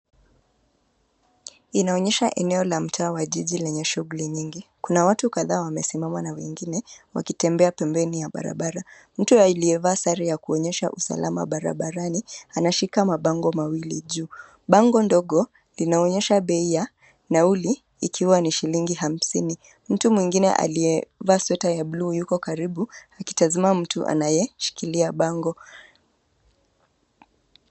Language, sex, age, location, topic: Swahili, female, 25-35, Nairobi, government